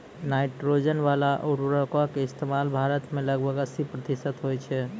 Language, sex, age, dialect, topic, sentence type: Maithili, male, 18-24, Angika, agriculture, statement